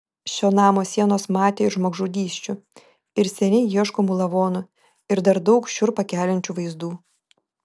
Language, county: Lithuanian, Vilnius